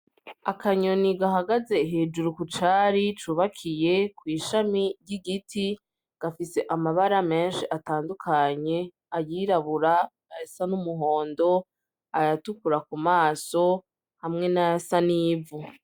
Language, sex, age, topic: Rundi, female, 18-24, agriculture